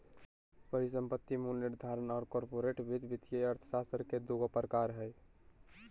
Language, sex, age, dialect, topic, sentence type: Magahi, male, 18-24, Southern, banking, statement